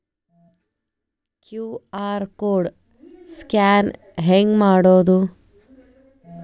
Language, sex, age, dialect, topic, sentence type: Kannada, female, 25-30, Dharwad Kannada, banking, question